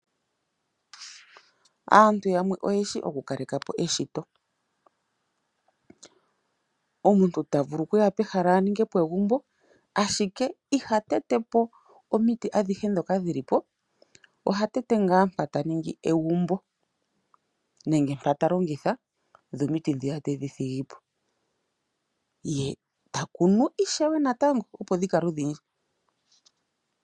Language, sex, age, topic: Oshiwambo, female, 25-35, agriculture